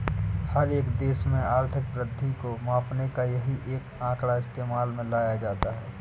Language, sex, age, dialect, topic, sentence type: Hindi, male, 60-100, Awadhi Bundeli, banking, statement